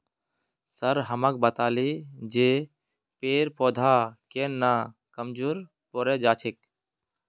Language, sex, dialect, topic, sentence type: Magahi, male, Northeastern/Surjapuri, agriculture, statement